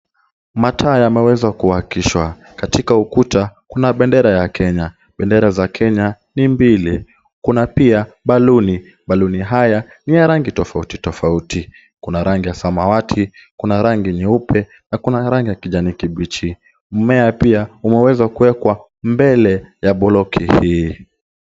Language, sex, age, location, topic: Swahili, male, 18-24, Kisumu, education